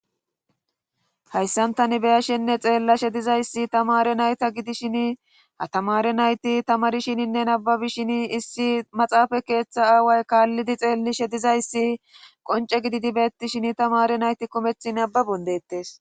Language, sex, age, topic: Gamo, female, 36-49, government